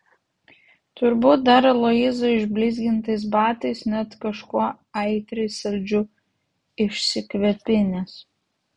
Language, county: Lithuanian, Vilnius